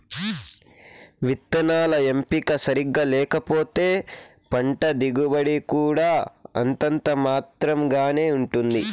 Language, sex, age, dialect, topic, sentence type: Telugu, male, 18-24, Southern, agriculture, statement